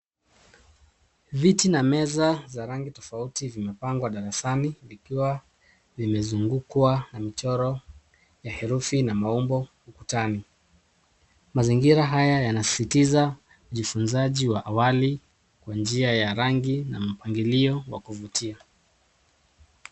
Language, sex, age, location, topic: Swahili, male, 36-49, Nairobi, education